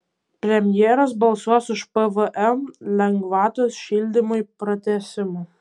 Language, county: Lithuanian, Kaunas